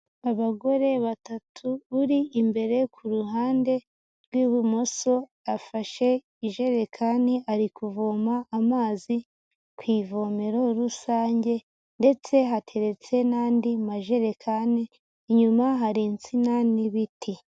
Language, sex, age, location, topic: Kinyarwanda, female, 18-24, Huye, health